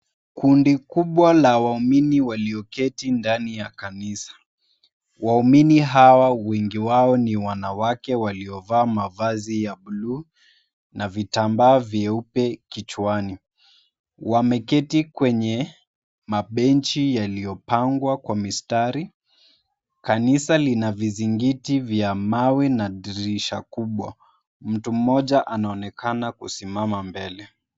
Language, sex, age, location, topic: Swahili, male, 25-35, Mombasa, government